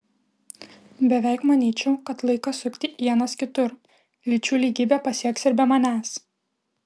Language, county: Lithuanian, Kaunas